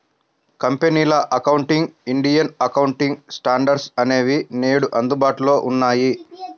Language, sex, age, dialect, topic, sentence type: Telugu, male, 56-60, Central/Coastal, banking, statement